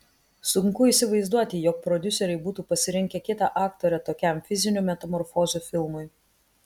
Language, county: Lithuanian, Kaunas